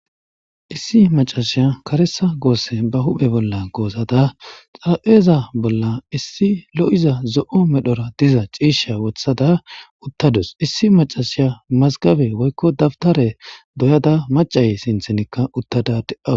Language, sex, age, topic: Gamo, male, 25-35, government